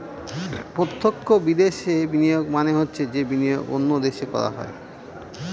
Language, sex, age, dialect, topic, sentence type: Bengali, male, 36-40, Northern/Varendri, banking, statement